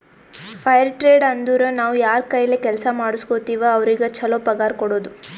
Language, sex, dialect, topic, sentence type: Kannada, female, Northeastern, banking, statement